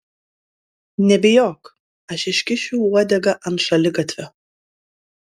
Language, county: Lithuanian, Klaipėda